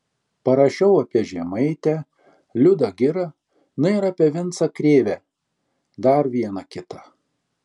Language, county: Lithuanian, Šiauliai